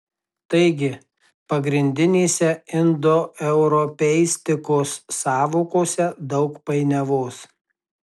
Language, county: Lithuanian, Tauragė